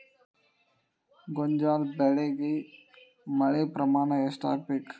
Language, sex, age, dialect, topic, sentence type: Kannada, male, 18-24, Dharwad Kannada, agriculture, question